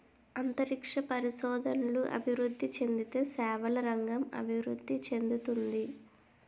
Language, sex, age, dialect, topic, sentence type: Telugu, female, 25-30, Utterandhra, banking, statement